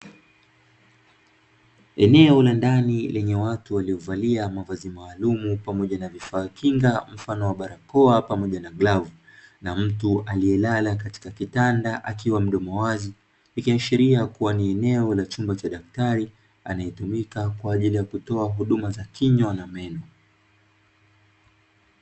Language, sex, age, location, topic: Swahili, male, 25-35, Dar es Salaam, health